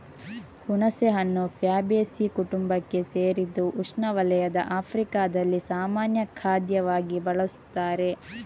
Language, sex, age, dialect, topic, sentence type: Kannada, female, 18-24, Coastal/Dakshin, agriculture, statement